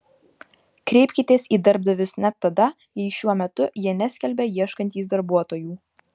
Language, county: Lithuanian, Vilnius